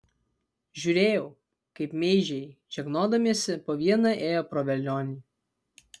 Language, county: Lithuanian, Vilnius